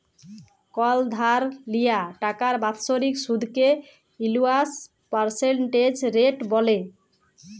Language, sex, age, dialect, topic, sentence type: Bengali, female, 31-35, Jharkhandi, banking, statement